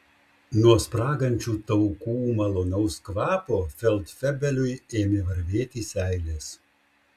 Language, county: Lithuanian, Šiauliai